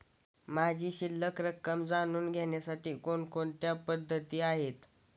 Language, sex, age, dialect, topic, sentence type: Marathi, male, <18, Standard Marathi, banking, question